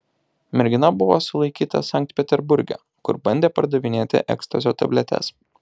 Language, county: Lithuanian, Alytus